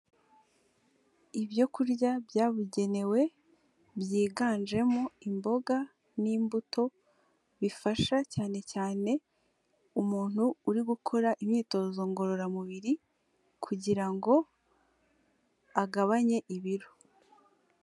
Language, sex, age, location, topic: Kinyarwanda, female, 18-24, Kigali, health